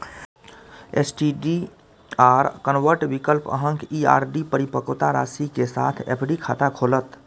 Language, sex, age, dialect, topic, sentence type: Maithili, male, 25-30, Eastern / Thethi, banking, statement